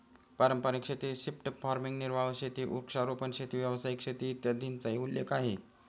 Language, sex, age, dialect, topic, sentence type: Marathi, male, 46-50, Standard Marathi, agriculture, statement